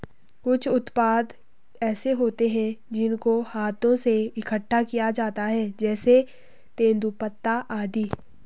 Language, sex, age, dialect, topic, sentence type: Hindi, female, 18-24, Garhwali, agriculture, statement